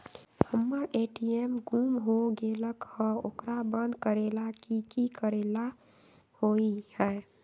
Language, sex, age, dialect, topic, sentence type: Magahi, female, 31-35, Western, banking, question